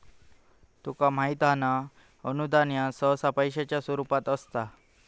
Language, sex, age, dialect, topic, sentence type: Marathi, male, 18-24, Southern Konkan, banking, statement